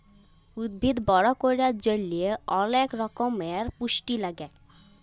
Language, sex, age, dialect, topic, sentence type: Bengali, female, <18, Jharkhandi, agriculture, statement